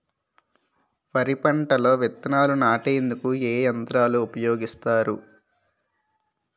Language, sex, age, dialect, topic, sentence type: Telugu, male, 18-24, Utterandhra, agriculture, question